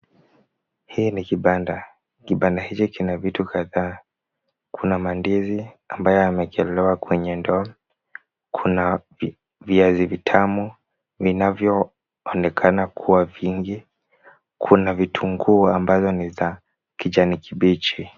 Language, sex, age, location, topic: Swahili, male, 18-24, Kisumu, finance